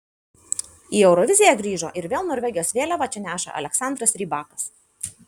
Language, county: Lithuanian, Alytus